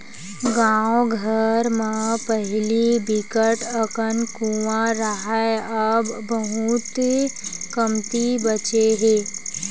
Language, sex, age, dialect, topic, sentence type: Chhattisgarhi, female, 18-24, Western/Budati/Khatahi, agriculture, statement